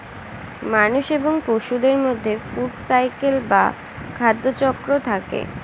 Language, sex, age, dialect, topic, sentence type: Bengali, female, 18-24, Standard Colloquial, agriculture, statement